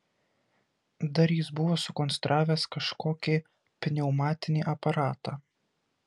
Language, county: Lithuanian, Kaunas